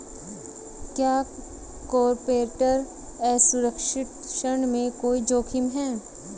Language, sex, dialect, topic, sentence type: Hindi, female, Hindustani Malvi Khadi Boli, banking, statement